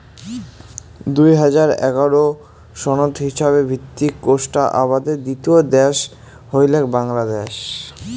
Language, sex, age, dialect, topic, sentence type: Bengali, male, 18-24, Rajbangshi, agriculture, statement